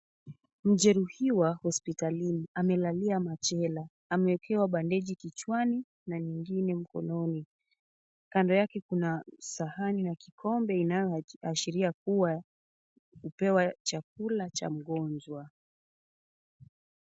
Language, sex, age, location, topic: Swahili, female, 18-24, Kisumu, health